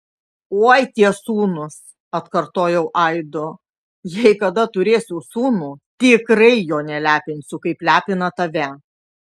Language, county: Lithuanian, Kaunas